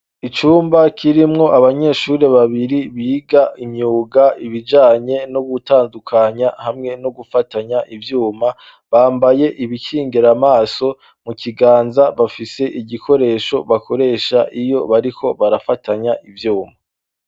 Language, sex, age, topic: Rundi, male, 25-35, education